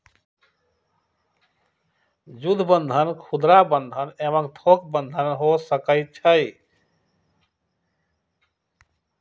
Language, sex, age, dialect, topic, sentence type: Magahi, male, 56-60, Western, banking, statement